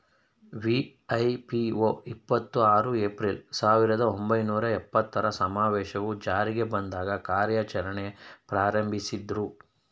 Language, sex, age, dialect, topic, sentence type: Kannada, male, 31-35, Mysore Kannada, banking, statement